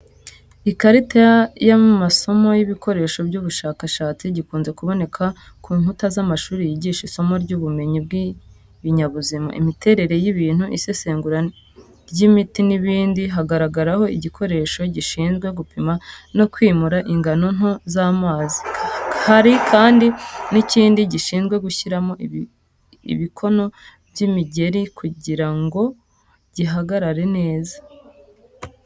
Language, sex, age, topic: Kinyarwanda, female, 25-35, education